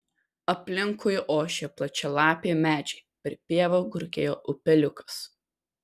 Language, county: Lithuanian, Kaunas